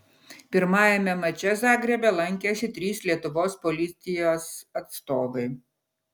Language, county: Lithuanian, Utena